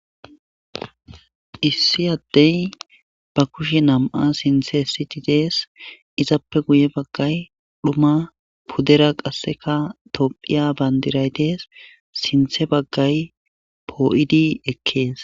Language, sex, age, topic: Gamo, male, 18-24, government